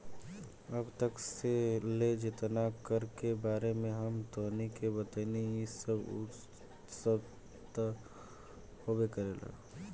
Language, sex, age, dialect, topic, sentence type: Bhojpuri, male, 18-24, Southern / Standard, banking, statement